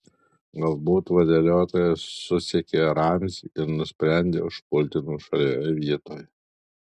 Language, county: Lithuanian, Alytus